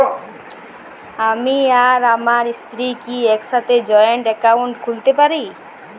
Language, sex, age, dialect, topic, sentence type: Bengali, female, 25-30, Jharkhandi, banking, question